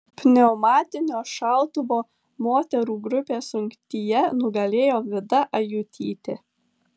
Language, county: Lithuanian, Tauragė